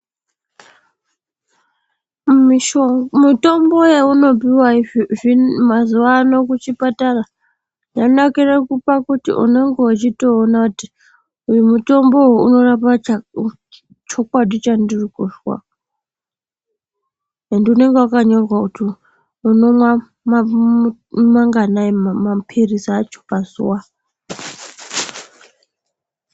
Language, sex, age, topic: Ndau, female, 25-35, health